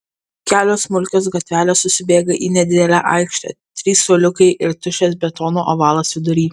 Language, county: Lithuanian, Kaunas